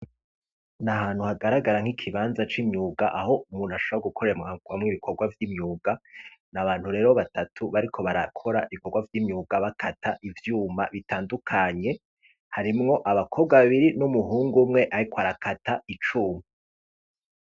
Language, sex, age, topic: Rundi, male, 36-49, education